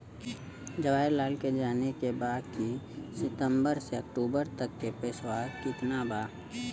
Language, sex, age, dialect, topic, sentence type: Bhojpuri, male, 18-24, Western, banking, question